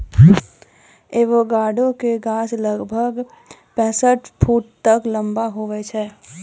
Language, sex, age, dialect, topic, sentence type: Maithili, female, 18-24, Angika, agriculture, statement